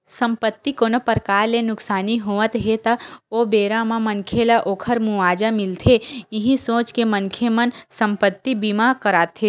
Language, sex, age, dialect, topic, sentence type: Chhattisgarhi, female, 25-30, Western/Budati/Khatahi, banking, statement